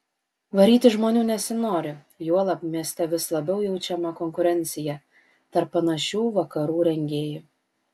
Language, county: Lithuanian, Vilnius